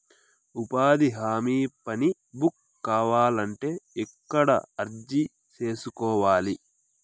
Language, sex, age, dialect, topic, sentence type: Telugu, male, 18-24, Southern, banking, question